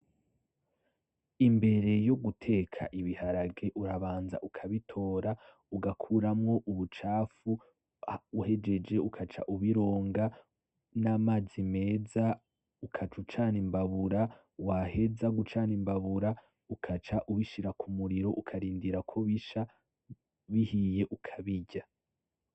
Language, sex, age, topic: Rundi, male, 18-24, agriculture